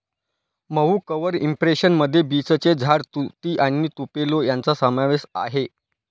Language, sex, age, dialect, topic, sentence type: Marathi, male, 31-35, Varhadi, agriculture, statement